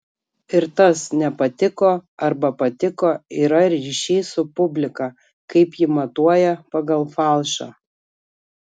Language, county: Lithuanian, Kaunas